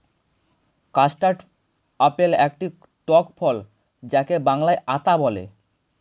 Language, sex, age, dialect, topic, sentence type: Bengali, male, 18-24, Standard Colloquial, agriculture, statement